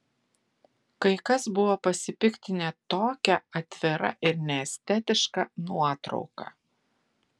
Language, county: Lithuanian, Utena